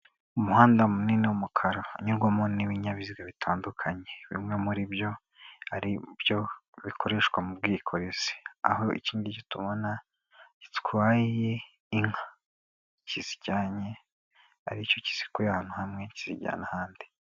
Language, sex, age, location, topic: Kinyarwanda, female, 25-35, Kigali, government